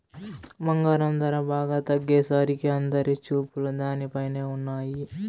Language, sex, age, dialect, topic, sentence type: Telugu, male, 18-24, Southern, banking, statement